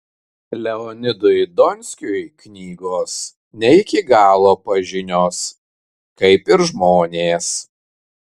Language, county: Lithuanian, Kaunas